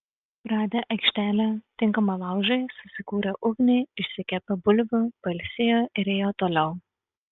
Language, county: Lithuanian, Šiauliai